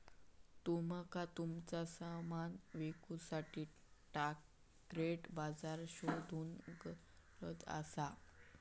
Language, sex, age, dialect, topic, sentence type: Marathi, male, 18-24, Southern Konkan, banking, statement